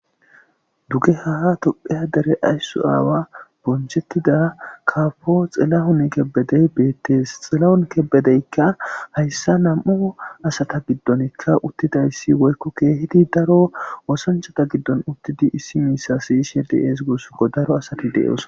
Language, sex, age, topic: Gamo, male, 25-35, government